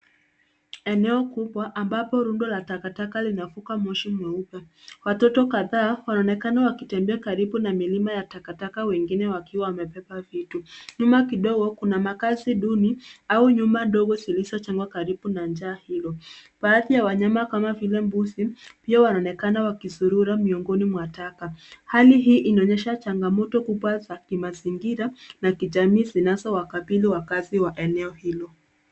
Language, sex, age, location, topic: Swahili, female, 18-24, Nairobi, government